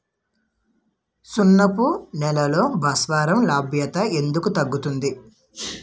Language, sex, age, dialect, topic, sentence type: Telugu, male, 18-24, Utterandhra, agriculture, question